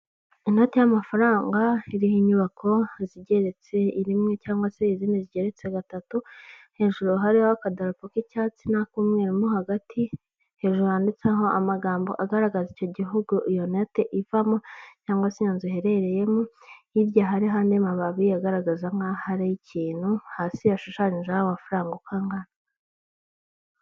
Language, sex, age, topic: Kinyarwanda, female, 25-35, finance